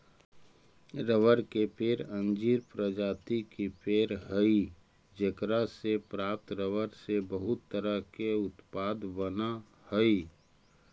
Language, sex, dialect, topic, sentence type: Magahi, male, Central/Standard, banking, statement